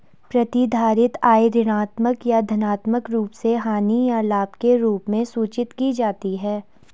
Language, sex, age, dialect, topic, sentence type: Hindi, female, 18-24, Garhwali, banking, statement